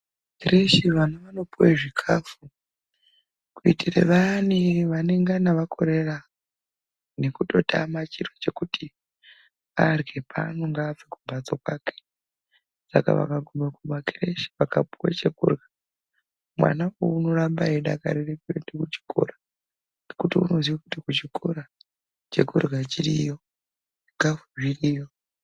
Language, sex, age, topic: Ndau, female, 36-49, education